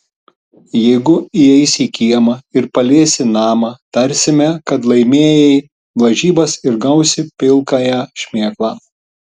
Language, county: Lithuanian, Tauragė